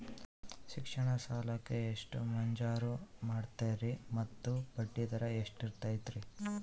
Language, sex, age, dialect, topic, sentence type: Kannada, male, 18-24, Central, banking, question